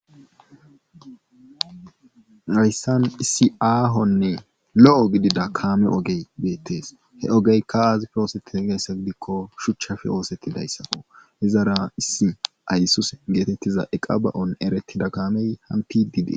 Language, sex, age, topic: Gamo, male, 18-24, government